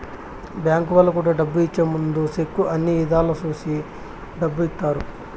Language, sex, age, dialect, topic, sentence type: Telugu, male, 25-30, Southern, banking, statement